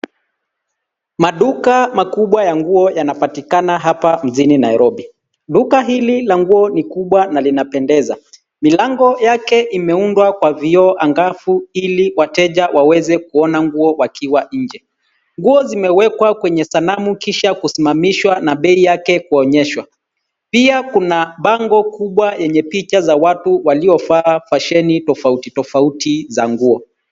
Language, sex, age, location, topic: Swahili, male, 36-49, Nairobi, finance